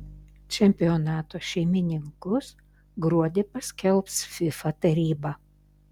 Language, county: Lithuanian, Šiauliai